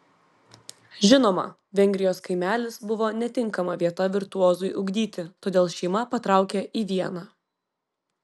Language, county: Lithuanian, Vilnius